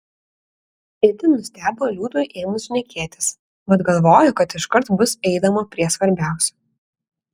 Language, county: Lithuanian, Kaunas